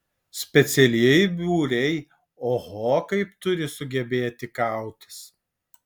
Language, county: Lithuanian, Alytus